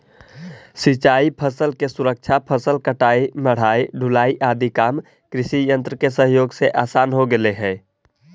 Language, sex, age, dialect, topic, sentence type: Magahi, male, 18-24, Central/Standard, banking, statement